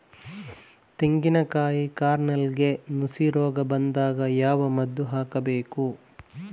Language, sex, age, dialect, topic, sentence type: Kannada, male, 18-24, Coastal/Dakshin, agriculture, question